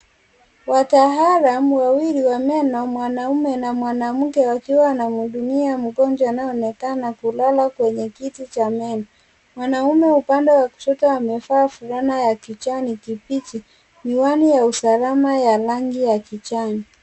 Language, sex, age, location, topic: Swahili, female, 18-24, Kisii, health